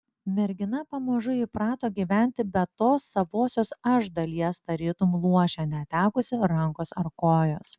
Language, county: Lithuanian, Klaipėda